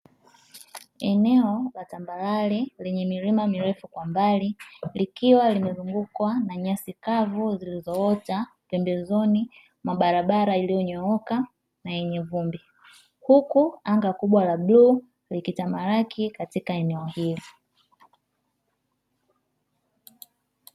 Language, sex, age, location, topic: Swahili, male, 18-24, Dar es Salaam, agriculture